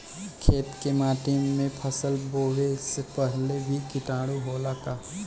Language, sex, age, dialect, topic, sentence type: Bhojpuri, male, 18-24, Western, agriculture, question